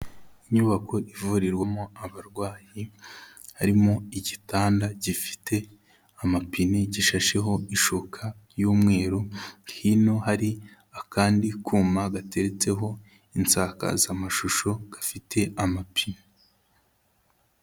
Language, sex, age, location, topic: Kinyarwanda, male, 18-24, Kigali, health